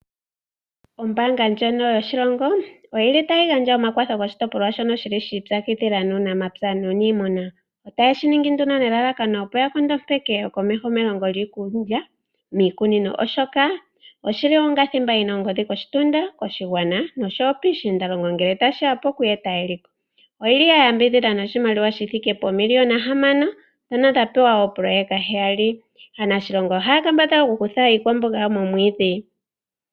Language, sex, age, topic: Oshiwambo, female, 25-35, finance